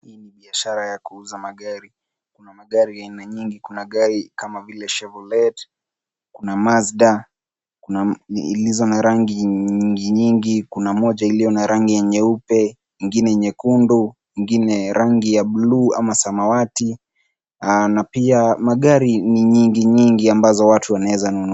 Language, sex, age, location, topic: Swahili, male, 50+, Kisumu, finance